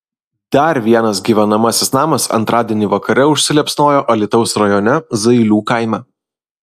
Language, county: Lithuanian, Vilnius